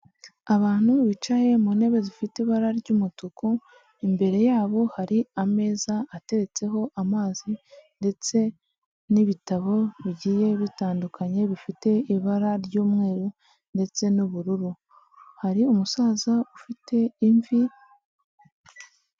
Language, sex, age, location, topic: Kinyarwanda, female, 18-24, Huye, health